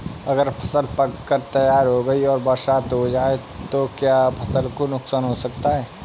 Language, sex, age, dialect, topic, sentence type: Hindi, male, 18-24, Kanauji Braj Bhasha, agriculture, question